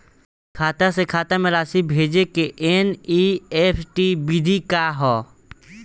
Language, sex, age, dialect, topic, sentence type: Bhojpuri, male, 18-24, Southern / Standard, banking, question